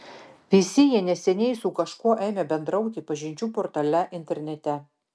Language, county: Lithuanian, Vilnius